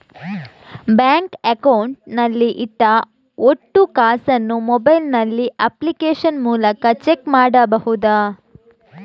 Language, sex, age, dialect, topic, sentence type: Kannada, female, 46-50, Coastal/Dakshin, banking, question